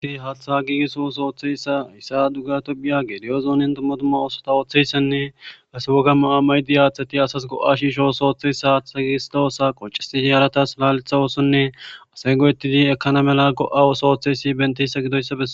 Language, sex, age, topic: Gamo, male, 18-24, government